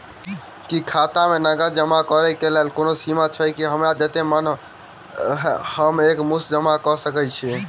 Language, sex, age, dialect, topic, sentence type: Maithili, male, 18-24, Southern/Standard, banking, question